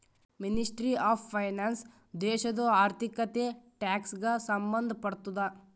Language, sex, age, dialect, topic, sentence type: Kannada, male, 31-35, Northeastern, banking, statement